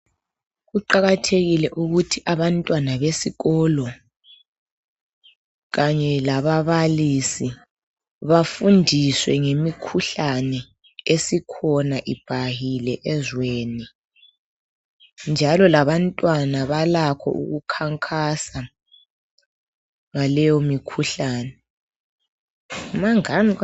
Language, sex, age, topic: North Ndebele, female, 25-35, health